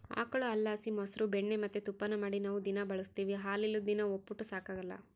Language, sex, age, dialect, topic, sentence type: Kannada, female, 18-24, Central, agriculture, statement